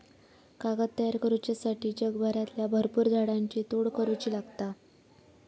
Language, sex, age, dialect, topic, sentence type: Marathi, female, 25-30, Southern Konkan, agriculture, statement